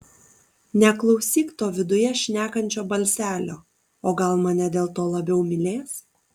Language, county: Lithuanian, Kaunas